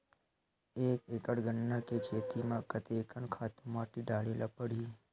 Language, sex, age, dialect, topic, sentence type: Chhattisgarhi, male, 25-30, Western/Budati/Khatahi, agriculture, question